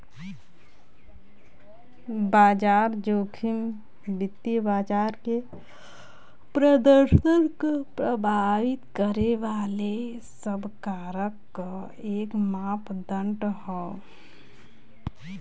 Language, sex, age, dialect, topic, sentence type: Bhojpuri, male, 25-30, Western, banking, statement